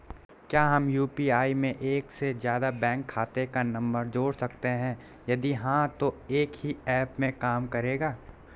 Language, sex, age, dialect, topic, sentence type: Hindi, male, 18-24, Garhwali, banking, question